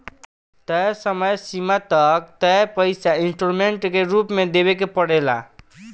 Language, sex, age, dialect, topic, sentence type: Bhojpuri, male, 18-24, Southern / Standard, banking, statement